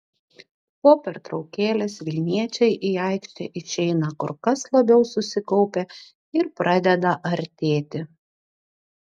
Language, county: Lithuanian, Klaipėda